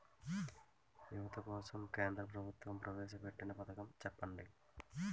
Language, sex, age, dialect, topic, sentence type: Telugu, male, 18-24, Utterandhra, banking, question